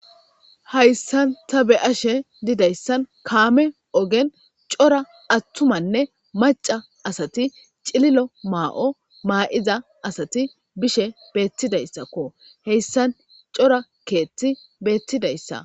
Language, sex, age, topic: Gamo, male, 25-35, government